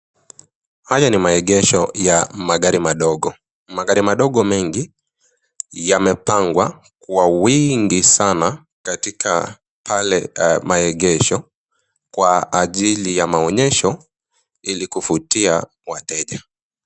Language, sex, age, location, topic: Swahili, male, 25-35, Nakuru, finance